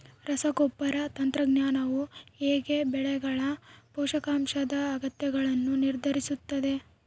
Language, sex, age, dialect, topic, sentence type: Kannada, female, 18-24, Central, agriculture, question